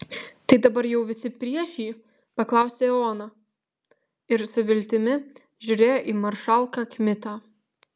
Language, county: Lithuanian, Vilnius